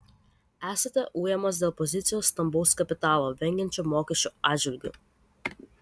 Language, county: Lithuanian, Vilnius